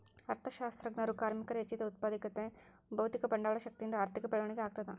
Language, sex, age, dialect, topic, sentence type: Kannada, male, 60-100, Central, banking, statement